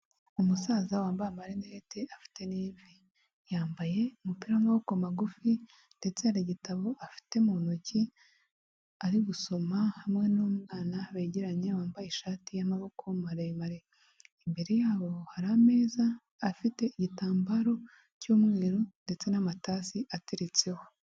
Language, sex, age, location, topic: Kinyarwanda, female, 25-35, Huye, health